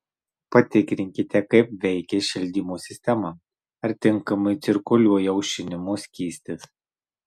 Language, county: Lithuanian, Marijampolė